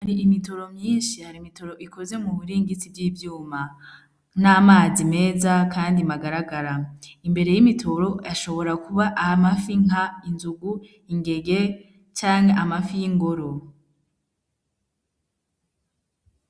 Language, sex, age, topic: Rundi, female, 18-24, agriculture